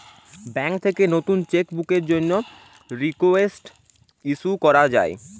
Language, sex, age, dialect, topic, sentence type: Bengali, male, 18-24, Western, banking, statement